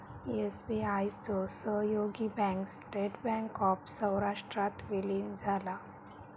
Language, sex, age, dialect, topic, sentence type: Marathi, female, 31-35, Southern Konkan, banking, statement